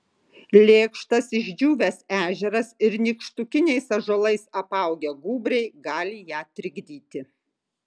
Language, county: Lithuanian, Kaunas